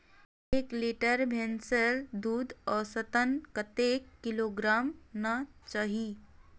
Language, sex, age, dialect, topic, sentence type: Magahi, female, 41-45, Northeastern/Surjapuri, agriculture, question